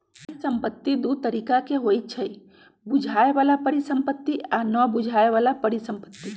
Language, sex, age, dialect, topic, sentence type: Magahi, male, 18-24, Western, banking, statement